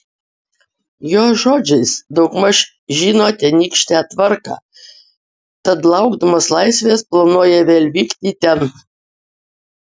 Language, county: Lithuanian, Utena